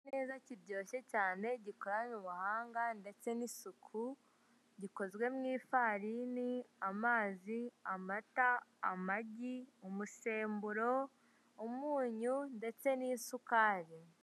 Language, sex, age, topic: Kinyarwanda, male, 18-24, finance